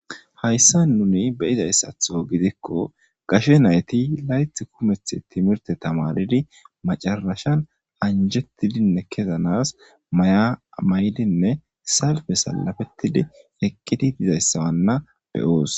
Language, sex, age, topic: Gamo, male, 18-24, government